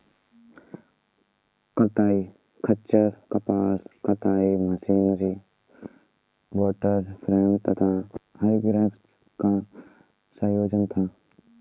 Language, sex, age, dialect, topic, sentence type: Hindi, male, 18-24, Kanauji Braj Bhasha, agriculture, statement